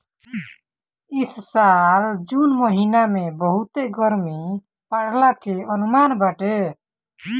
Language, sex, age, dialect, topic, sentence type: Bhojpuri, male, 18-24, Northern, agriculture, statement